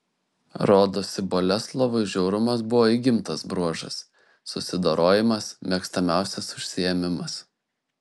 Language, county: Lithuanian, Šiauliai